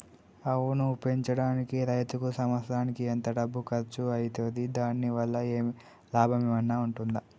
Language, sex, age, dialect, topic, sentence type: Telugu, male, 18-24, Telangana, agriculture, question